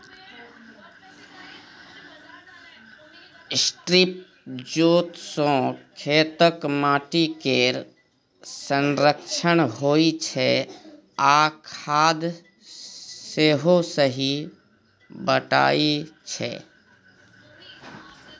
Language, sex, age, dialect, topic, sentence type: Maithili, male, 36-40, Bajjika, agriculture, statement